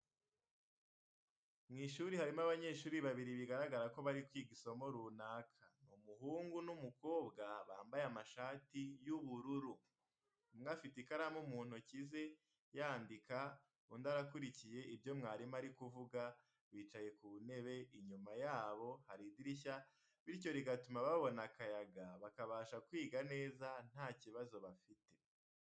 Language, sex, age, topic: Kinyarwanda, male, 18-24, education